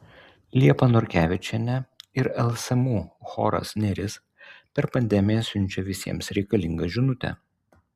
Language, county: Lithuanian, Utena